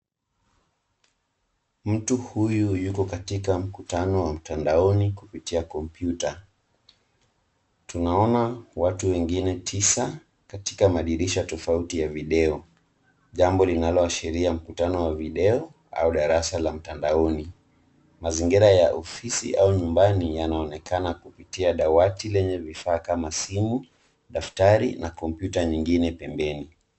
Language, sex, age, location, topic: Swahili, male, 18-24, Nairobi, education